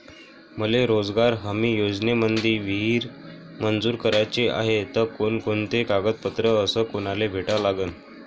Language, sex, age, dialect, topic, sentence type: Marathi, male, 18-24, Varhadi, agriculture, question